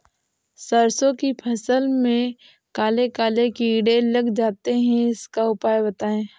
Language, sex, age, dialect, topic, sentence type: Hindi, female, 18-24, Awadhi Bundeli, agriculture, question